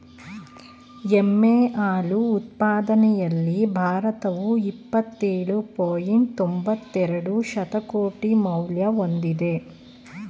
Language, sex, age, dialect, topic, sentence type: Kannada, female, 25-30, Mysore Kannada, agriculture, statement